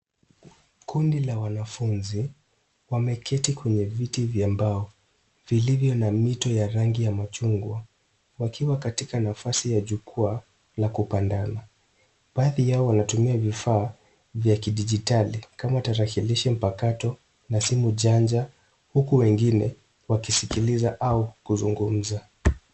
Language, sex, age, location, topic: Swahili, male, 18-24, Nairobi, education